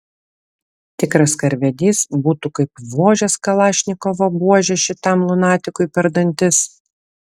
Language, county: Lithuanian, Vilnius